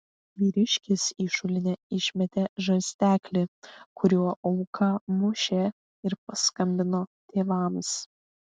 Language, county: Lithuanian, Klaipėda